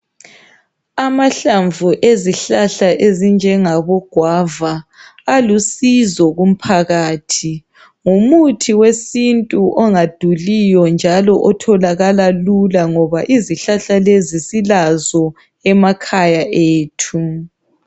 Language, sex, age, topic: North Ndebele, male, 36-49, health